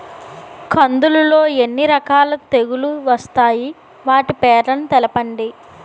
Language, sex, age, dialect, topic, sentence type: Telugu, female, 18-24, Utterandhra, agriculture, question